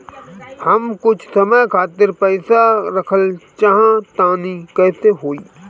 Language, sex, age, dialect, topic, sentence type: Bhojpuri, male, 18-24, Northern, banking, question